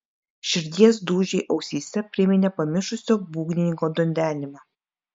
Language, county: Lithuanian, Klaipėda